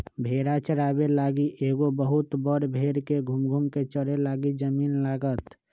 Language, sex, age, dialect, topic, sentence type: Magahi, male, 25-30, Western, agriculture, statement